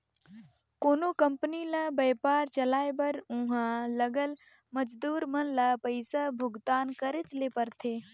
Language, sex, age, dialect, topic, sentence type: Chhattisgarhi, female, 51-55, Northern/Bhandar, banking, statement